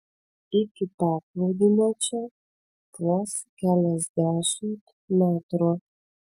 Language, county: Lithuanian, Vilnius